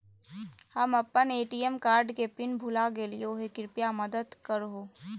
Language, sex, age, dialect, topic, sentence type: Magahi, female, 18-24, Southern, banking, statement